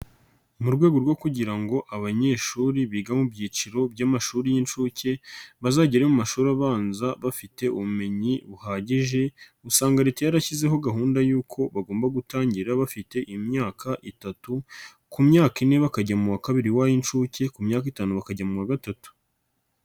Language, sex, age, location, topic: Kinyarwanda, male, 25-35, Nyagatare, education